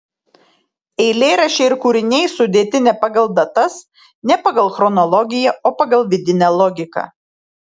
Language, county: Lithuanian, Šiauliai